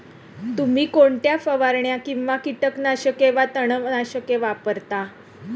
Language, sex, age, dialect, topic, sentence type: Marathi, female, 31-35, Standard Marathi, agriculture, question